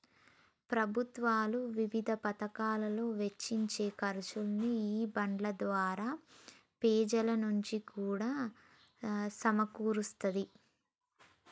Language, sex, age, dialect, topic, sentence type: Telugu, female, 18-24, Telangana, banking, statement